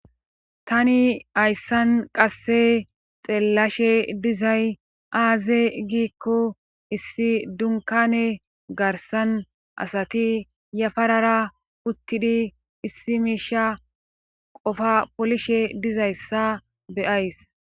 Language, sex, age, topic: Gamo, female, 25-35, government